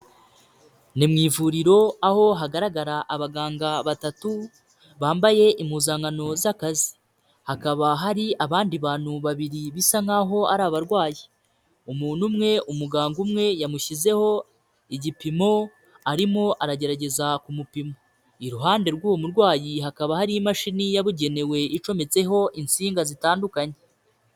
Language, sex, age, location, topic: Kinyarwanda, male, 25-35, Kigali, health